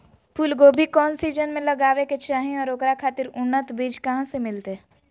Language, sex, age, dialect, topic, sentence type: Magahi, female, 18-24, Southern, agriculture, question